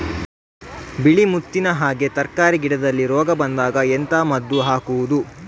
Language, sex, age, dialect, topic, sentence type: Kannada, male, 36-40, Coastal/Dakshin, agriculture, question